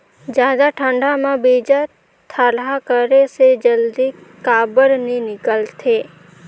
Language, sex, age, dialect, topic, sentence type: Chhattisgarhi, female, 18-24, Northern/Bhandar, agriculture, question